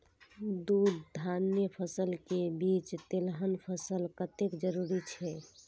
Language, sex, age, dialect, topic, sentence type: Maithili, female, 18-24, Eastern / Thethi, agriculture, question